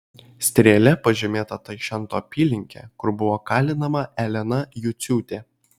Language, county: Lithuanian, Kaunas